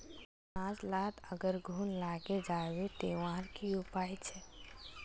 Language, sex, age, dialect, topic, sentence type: Magahi, female, 18-24, Northeastern/Surjapuri, agriculture, question